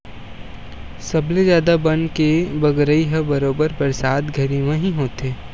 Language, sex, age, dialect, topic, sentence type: Chhattisgarhi, male, 25-30, Western/Budati/Khatahi, agriculture, statement